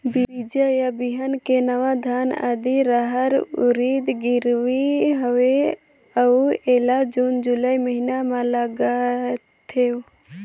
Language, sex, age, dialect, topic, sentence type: Chhattisgarhi, female, 18-24, Northern/Bhandar, agriculture, question